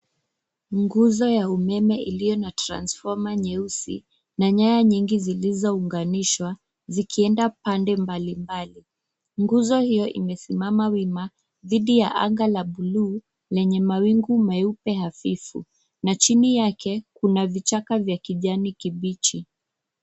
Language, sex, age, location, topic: Swahili, female, 25-35, Nairobi, government